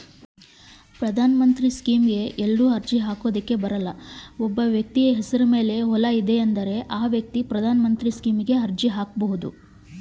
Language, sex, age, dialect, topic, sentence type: Kannada, female, 25-30, Central, banking, question